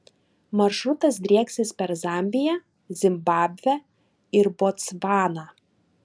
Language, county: Lithuanian, Klaipėda